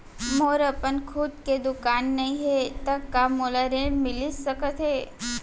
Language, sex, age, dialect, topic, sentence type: Chhattisgarhi, female, 18-24, Central, banking, question